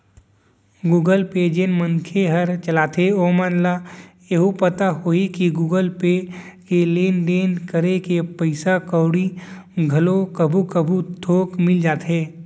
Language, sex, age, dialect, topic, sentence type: Chhattisgarhi, male, 18-24, Central, banking, statement